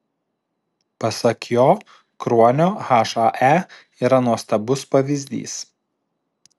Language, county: Lithuanian, Alytus